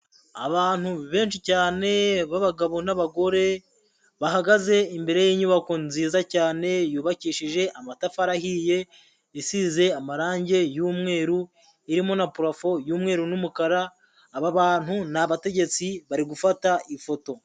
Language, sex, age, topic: Kinyarwanda, male, 18-24, government